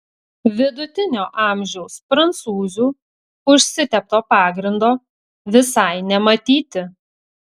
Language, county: Lithuanian, Telšiai